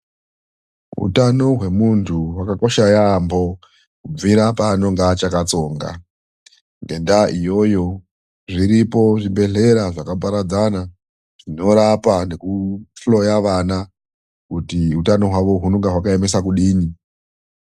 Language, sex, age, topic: Ndau, male, 36-49, health